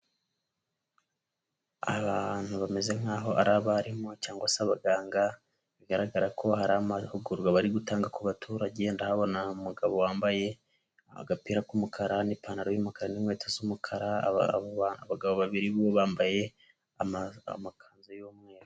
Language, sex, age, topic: Kinyarwanda, male, 18-24, health